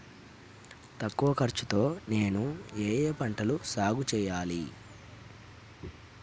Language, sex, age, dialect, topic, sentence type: Telugu, male, 31-35, Telangana, agriculture, question